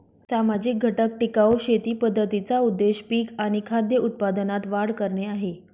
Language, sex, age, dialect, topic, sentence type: Marathi, female, 25-30, Northern Konkan, agriculture, statement